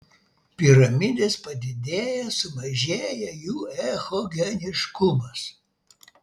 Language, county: Lithuanian, Vilnius